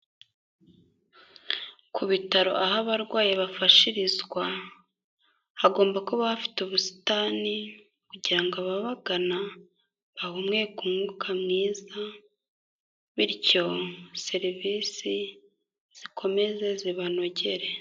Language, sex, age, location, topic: Kinyarwanda, female, 18-24, Kigali, health